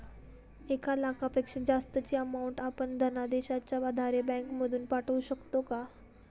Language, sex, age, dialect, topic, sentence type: Marathi, female, 18-24, Standard Marathi, banking, question